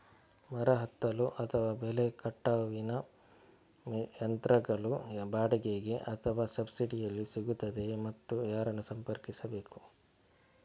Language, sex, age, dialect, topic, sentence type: Kannada, male, 41-45, Coastal/Dakshin, agriculture, question